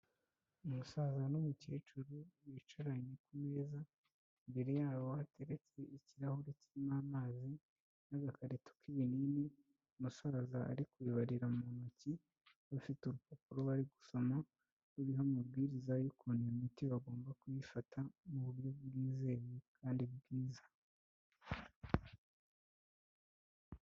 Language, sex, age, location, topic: Kinyarwanda, male, 25-35, Kigali, health